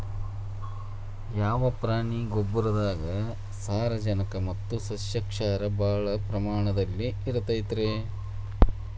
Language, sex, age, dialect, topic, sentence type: Kannada, male, 36-40, Dharwad Kannada, agriculture, question